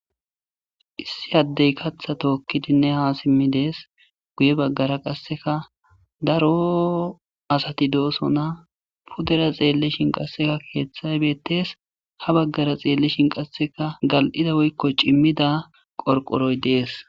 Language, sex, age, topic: Gamo, male, 18-24, agriculture